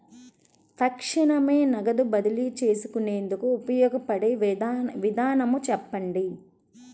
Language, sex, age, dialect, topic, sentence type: Telugu, female, 31-35, Central/Coastal, banking, question